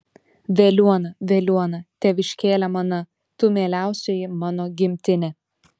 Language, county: Lithuanian, Šiauliai